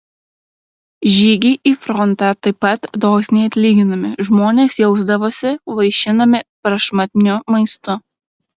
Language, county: Lithuanian, Klaipėda